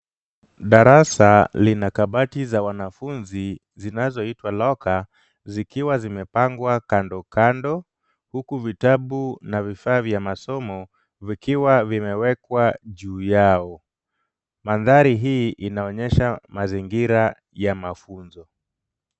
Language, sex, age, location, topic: Swahili, male, 25-35, Kisumu, education